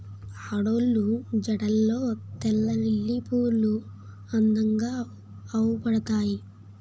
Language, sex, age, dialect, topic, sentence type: Telugu, male, 25-30, Utterandhra, agriculture, statement